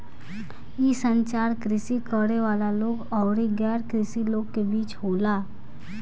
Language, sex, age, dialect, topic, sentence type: Bhojpuri, female, 18-24, Northern, agriculture, statement